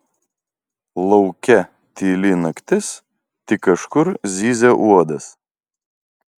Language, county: Lithuanian, Vilnius